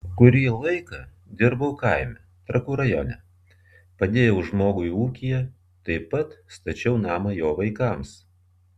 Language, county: Lithuanian, Vilnius